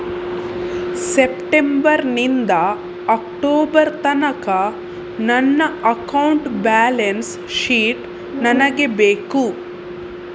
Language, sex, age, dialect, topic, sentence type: Kannada, female, 18-24, Coastal/Dakshin, banking, question